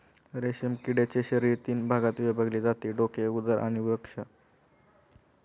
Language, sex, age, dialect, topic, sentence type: Marathi, male, 25-30, Standard Marathi, agriculture, statement